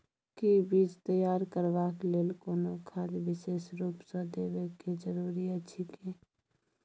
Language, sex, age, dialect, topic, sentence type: Maithili, female, 25-30, Bajjika, agriculture, question